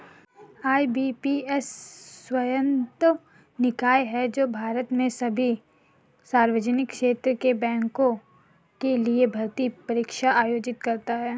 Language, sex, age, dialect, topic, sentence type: Hindi, female, 41-45, Kanauji Braj Bhasha, banking, statement